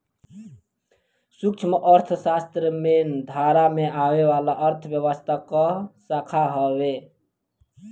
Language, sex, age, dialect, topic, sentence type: Bhojpuri, male, 18-24, Northern, banking, statement